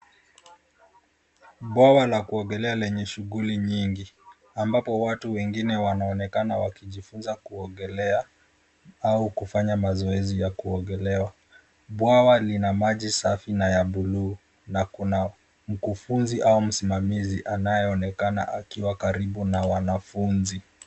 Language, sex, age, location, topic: Swahili, male, 25-35, Nairobi, education